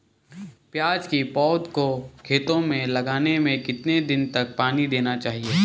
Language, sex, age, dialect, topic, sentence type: Hindi, male, 18-24, Garhwali, agriculture, question